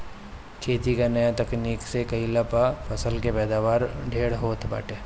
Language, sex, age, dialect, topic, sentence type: Bhojpuri, female, 18-24, Northern, agriculture, statement